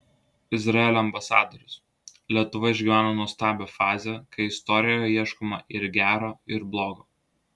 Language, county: Lithuanian, Klaipėda